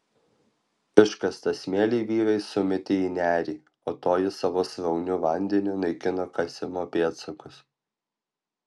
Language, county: Lithuanian, Alytus